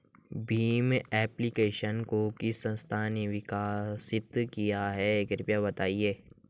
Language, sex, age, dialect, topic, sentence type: Hindi, male, 18-24, Hindustani Malvi Khadi Boli, banking, question